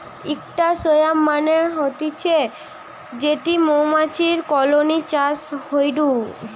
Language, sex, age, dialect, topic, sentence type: Bengali, female, 18-24, Western, agriculture, statement